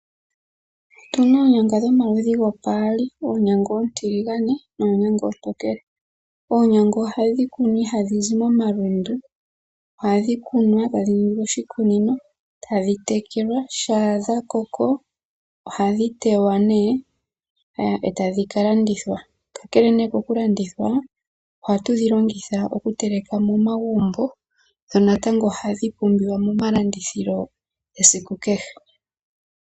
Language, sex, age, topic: Oshiwambo, female, 25-35, agriculture